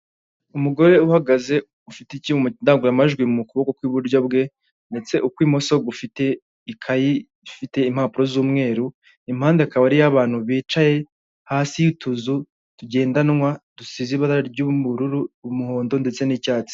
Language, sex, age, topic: Kinyarwanda, male, 18-24, government